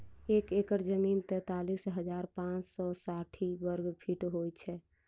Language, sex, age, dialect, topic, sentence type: Maithili, female, 18-24, Southern/Standard, agriculture, statement